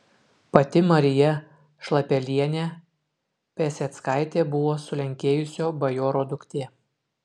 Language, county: Lithuanian, Utena